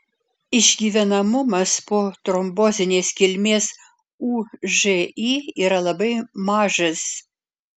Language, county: Lithuanian, Alytus